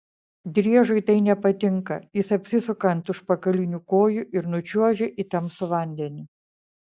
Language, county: Lithuanian, Vilnius